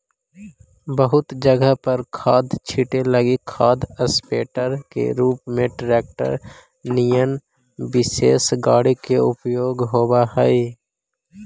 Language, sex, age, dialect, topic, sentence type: Magahi, male, 18-24, Central/Standard, banking, statement